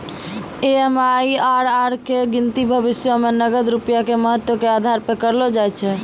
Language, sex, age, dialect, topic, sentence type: Maithili, female, 18-24, Angika, banking, statement